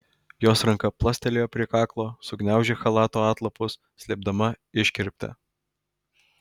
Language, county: Lithuanian, Alytus